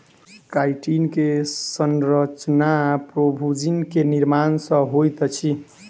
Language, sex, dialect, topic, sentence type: Maithili, male, Southern/Standard, agriculture, statement